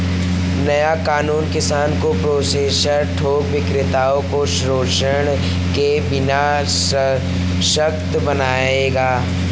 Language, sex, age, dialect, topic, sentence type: Hindi, male, 36-40, Awadhi Bundeli, agriculture, statement